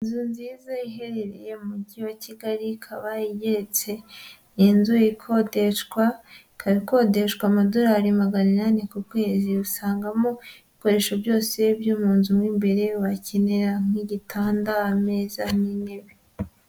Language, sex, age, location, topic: Kinyarwanda, female, 25-35, Huye, finance